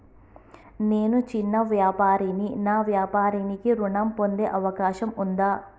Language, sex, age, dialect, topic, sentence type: Telugu, female, 36-40, Telangana, banking, question